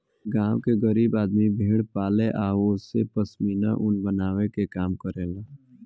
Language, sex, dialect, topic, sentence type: Bhojpuri, male, Southern / Standard, agriculture, statement